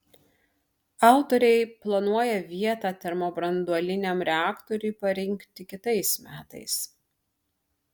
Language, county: Lithuanian, Marijampolė